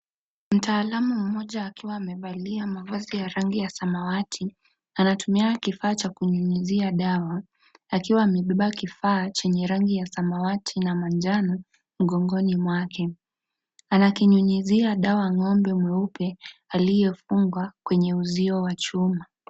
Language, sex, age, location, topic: Swahili, female, 25-35, Kisii, agriculture